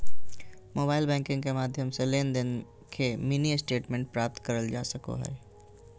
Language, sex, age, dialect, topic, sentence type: Magahi, male, 31-35, Southern, banking, statement